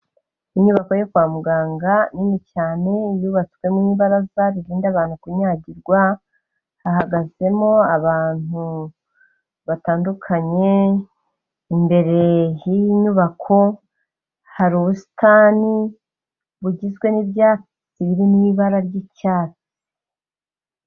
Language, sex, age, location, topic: Kinyarwanda, female, 36-49, Kigali, health